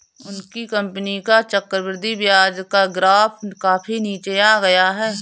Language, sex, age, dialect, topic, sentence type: Hindi, female, 25-30, Awadhi Bundeli, banking, statement